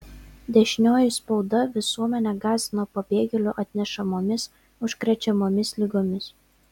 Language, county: Lithuanian, Vilnius